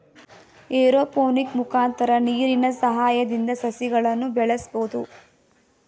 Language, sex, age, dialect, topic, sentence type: Kannada, female, 18-24, Mysore Kannada, agriculture, statement